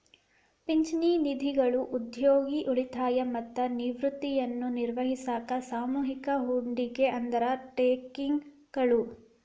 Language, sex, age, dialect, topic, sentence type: Kannada, female, 18-24, Dharwad Kannada, banking, statement